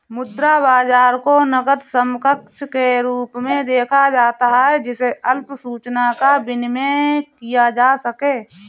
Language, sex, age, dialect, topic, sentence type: Hindi, female, 41-45, Kanauji Braj Bhasha, banking, statement